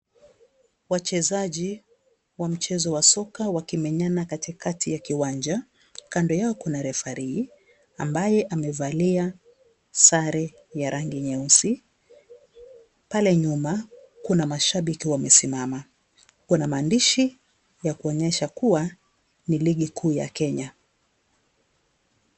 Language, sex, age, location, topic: Swahili, female, 36-49, Kisii, government